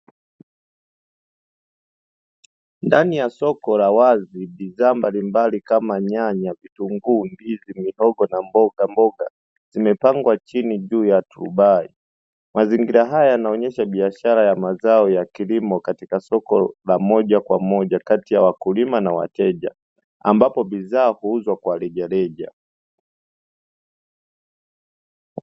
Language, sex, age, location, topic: Swahili, male, 25-35, Dar es Salaam, finance